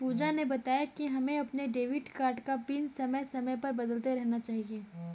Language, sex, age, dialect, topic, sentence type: Hindi, female, 18-24, Kanauji Braj Bhasha, banking, statement